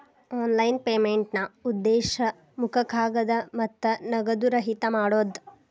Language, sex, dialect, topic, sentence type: Kannada, female, Dharwad Kannada, banking, statement